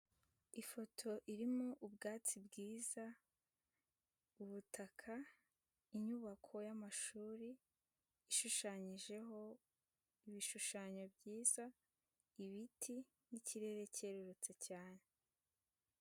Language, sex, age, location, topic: Kinyarwanda, female, 18-24, Nyagatare, education